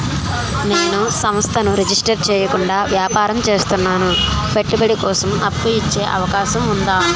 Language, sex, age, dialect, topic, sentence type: Telugu, female, 31-35, Utterandhra, banking, question